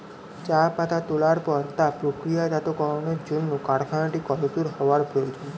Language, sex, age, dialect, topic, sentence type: Bengali, male, 18-24, Standard Colloquial, agriculture, question